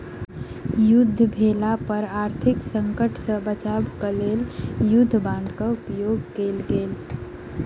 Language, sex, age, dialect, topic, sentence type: Maithili, female, 18-24, Southern/Standard, banking, statement